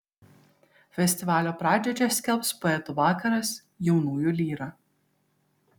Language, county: Lithuanian, Kaunas